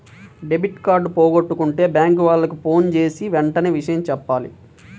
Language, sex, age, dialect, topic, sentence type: Telugu, male, 18-24, Central/Coastal, banking, statement